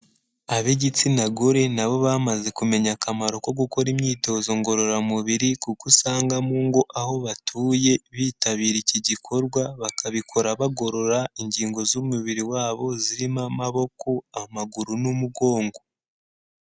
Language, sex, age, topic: Kinyarwanda, male, 18-24, health